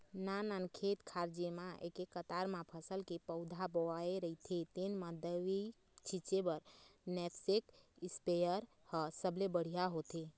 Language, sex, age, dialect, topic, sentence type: Chhattisgarhi, female, 18-24, Eastern, agriculture, statement